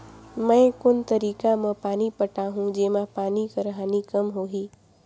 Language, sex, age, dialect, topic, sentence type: Chhattisgarhi, female, 18-24, Northern/Bhandar, agriculture, question